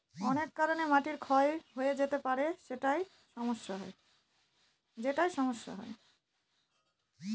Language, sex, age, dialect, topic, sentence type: Bengali, female, 18-24, Northern/Varendri, agriculture, statement